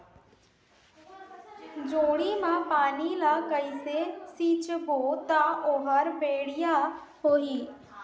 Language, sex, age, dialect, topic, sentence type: Chhattisgarhi, female, 25-30, Northern/Bhandar, agriculture, question